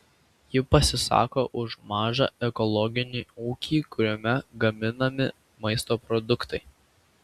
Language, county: Lithuanian, Vilnius